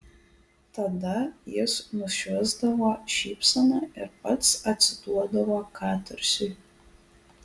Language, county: Lithuanian, Alytus